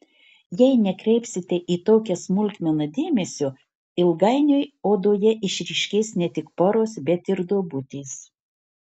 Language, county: Lithuanian, Marijampolė